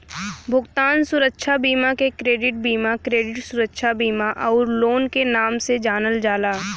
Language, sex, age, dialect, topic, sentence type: Bhojpuri, female, 18-24, Western, banking, statement